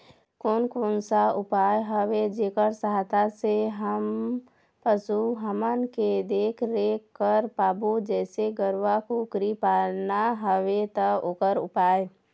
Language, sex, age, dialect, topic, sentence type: Chhattisgarhi, female, 18-24, Eastern, agriculture, question